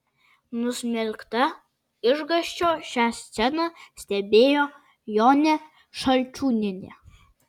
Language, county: Lithuanian, Kaunas